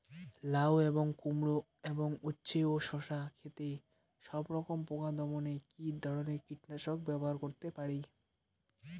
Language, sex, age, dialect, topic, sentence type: Bengali, male, <18, Rajbangshi, agriculture, question